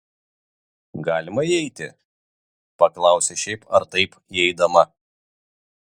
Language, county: Lithuanian, Vilnius